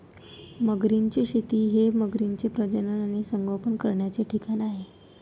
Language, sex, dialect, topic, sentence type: Marathi, female, Varhadi, agriculture, statement